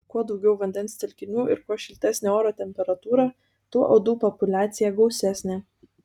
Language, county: Lithuanian, Kaunas